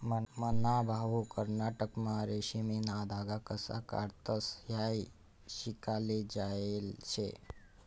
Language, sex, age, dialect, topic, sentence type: Marathi, male, 25-30, Northern Konkan, agriculture, statement